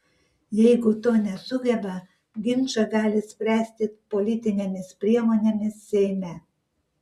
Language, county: Lithuanian, Vilnius